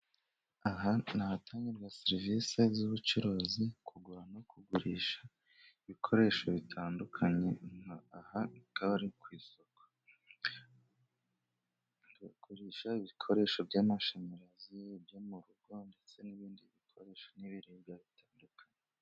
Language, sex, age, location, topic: Kinyarwanda, male, 25-35, Musanze, finance